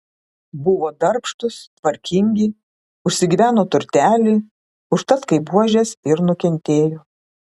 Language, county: Lithuanian, Klaipėda